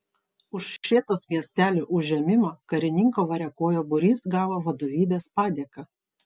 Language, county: Lithuanian, Vilnius